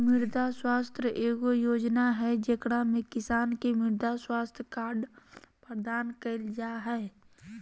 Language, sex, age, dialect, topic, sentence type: Magahi, male, 25-30, Southern, agriculture, statement